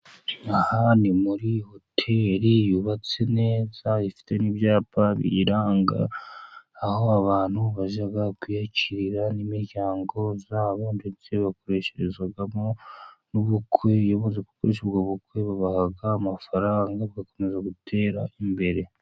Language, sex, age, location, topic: Kinyarwanda, male, 50+, Musanze, finance